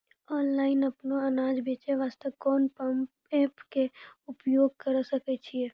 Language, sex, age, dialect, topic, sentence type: Maithili, female, 18-24, Angika, agriculture, question